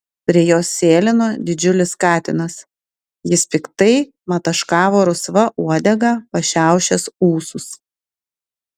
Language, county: Lithuanian, Klaipėda